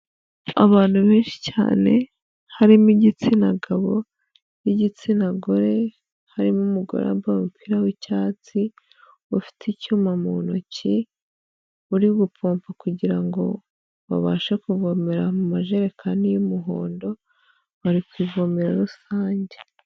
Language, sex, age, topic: Kinyarwanda, female, 25-35, health